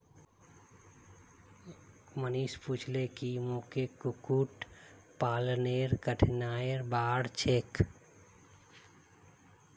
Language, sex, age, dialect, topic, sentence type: Magahi, male, 25-30, Northeastern/Surjapuri, agriculture, statement